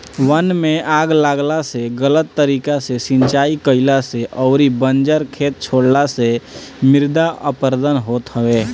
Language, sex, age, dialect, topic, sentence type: Bhojpuri, male, 25-30, Northern, agriculture, statement